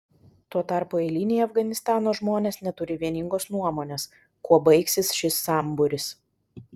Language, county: Lithuanian, Vilnius